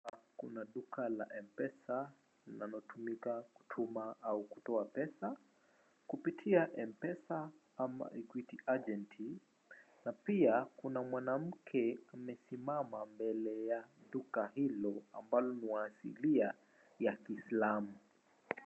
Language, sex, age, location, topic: Swahili, male, 25-35, Wajir, finance